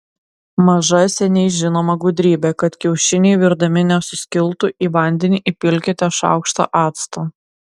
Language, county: Lithuanian, Klaipėda